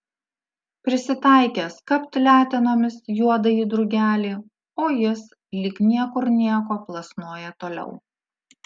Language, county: Lithuanian, Alytus